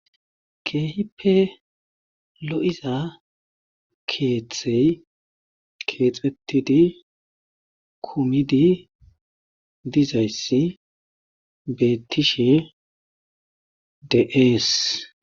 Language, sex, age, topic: Gamo, male, 25-35, government